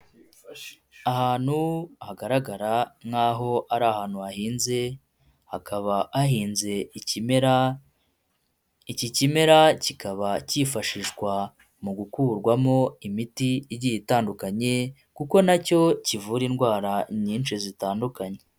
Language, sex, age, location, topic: Kinyarwanda, female, 25-35, Huye, health